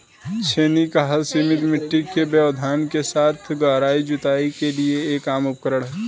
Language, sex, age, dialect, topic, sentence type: Hindi, male, 18-24, Hindustani Malvi Khadi Boli, agriculture, statement